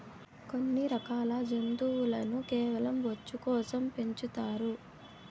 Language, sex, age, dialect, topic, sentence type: Telugu, male, 18-24, Southern, agriculture, statement